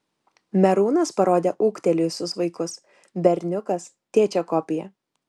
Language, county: Lithuanian, Kaunas